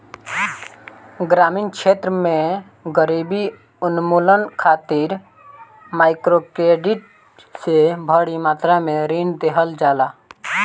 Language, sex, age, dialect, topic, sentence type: Bhojpuri, male, 18-24, Northern, banking, statement